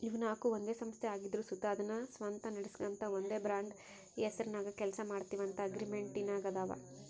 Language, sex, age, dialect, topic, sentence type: Kannada, female, 18-24, Central, banking, statement